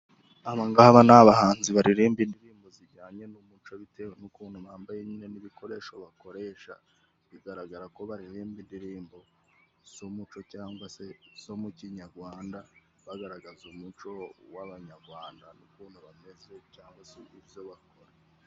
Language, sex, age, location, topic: Kinyarwanda, male, 18-24, Musanze, government